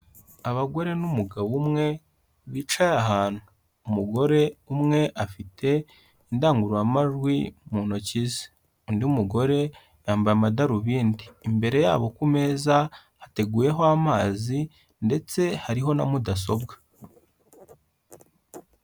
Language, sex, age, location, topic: Kinyarwanda, male, 18-24, Kigali, health